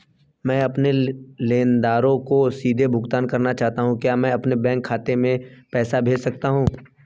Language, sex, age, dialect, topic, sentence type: Hindi, female, 25-30, Hindustani Malvi Khadi Boli, banking, question